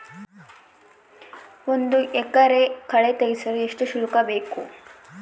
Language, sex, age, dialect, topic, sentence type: Kannada, female, 18-24, Central, agriculture, question